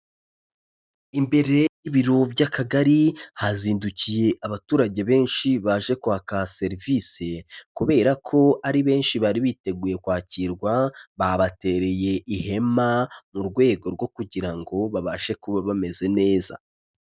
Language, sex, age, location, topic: Kinyarwanda, male, 25-35, Kigali, health